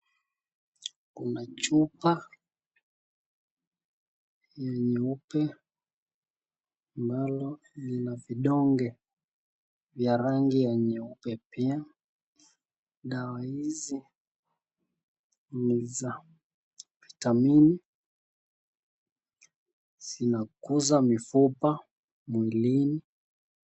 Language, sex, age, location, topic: Swahili, male, 25-35, Nakuru, health